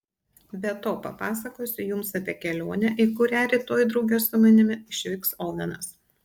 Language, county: Lithuanian, Panevėžys